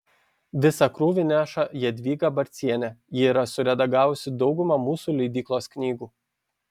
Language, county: Lithuanian, Šiauliai